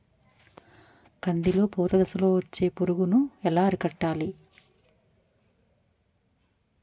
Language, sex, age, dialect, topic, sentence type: Telugu, female, 41-45, Utterandhra, agriculture, question